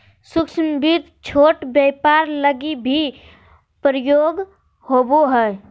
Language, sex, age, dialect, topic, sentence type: Magahi, female, 46-50, Southern, banking, statement